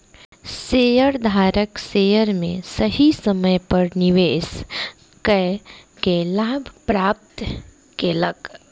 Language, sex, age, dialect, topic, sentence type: Maithili, female, 18-24, Southern/Standard, banking, statement